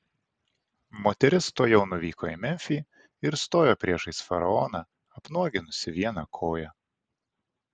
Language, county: Lithuanian, Vilnius